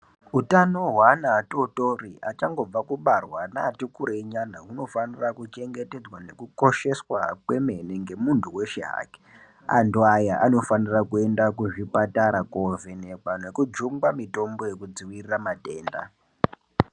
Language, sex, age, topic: Ndau, male, 18-24, health